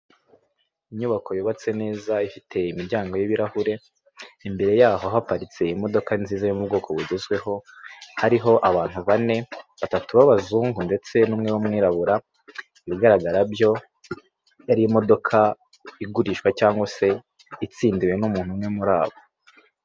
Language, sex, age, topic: Kinyarwanda, male, 25-35, finance